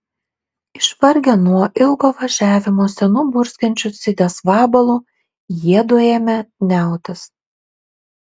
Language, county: Lithuanian, Šiauliai